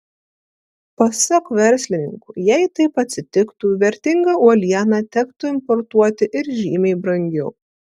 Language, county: Lithuanian, Vilnius